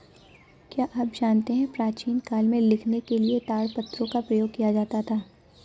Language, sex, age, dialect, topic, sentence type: Hindi, female, 18-24, Awadhi Bundeli, agriculture, statement